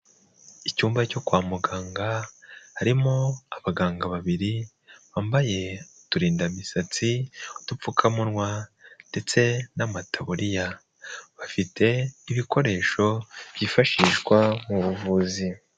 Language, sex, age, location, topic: Kinyarwanda, male, 25-35, Nyagatare, health